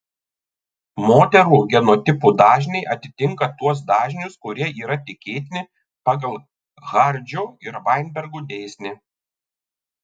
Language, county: Lithuanian, Tauragė